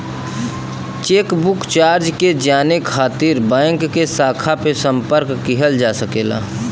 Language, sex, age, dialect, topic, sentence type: Bhojpuri, male, 25-30, Western, banking, statement